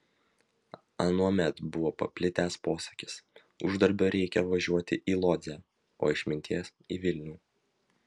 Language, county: Lithuanian, Vilnius